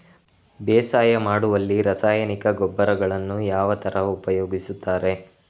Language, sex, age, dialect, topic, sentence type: Kannada, male, 25-30, Coastal/Dakshin, agriculture, question